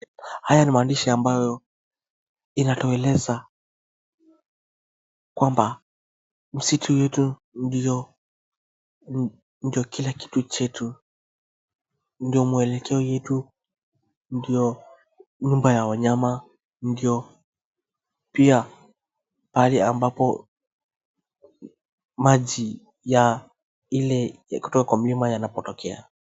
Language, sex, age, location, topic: Swahili, male, 25-35, Wajir, education